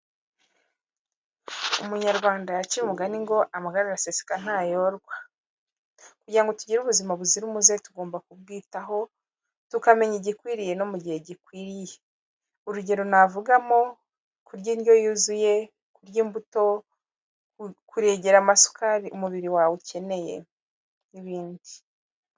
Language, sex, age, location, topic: Kinyarwanda, female, 18-24, Kigali, health